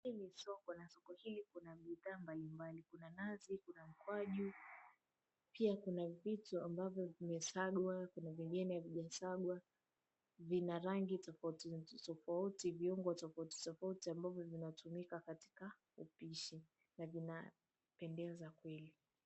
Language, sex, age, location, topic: Swahili, female, 18-24, Mombasa, agriculture